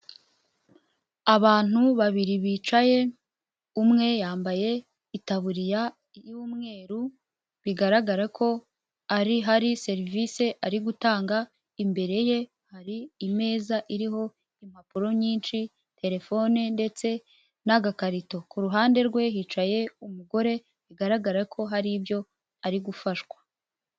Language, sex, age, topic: Kinyarwanda, female, 18-24, health